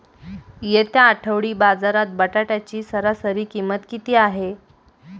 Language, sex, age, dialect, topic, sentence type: Marathi, female, 18-24, Standard Marathi, agriculture, question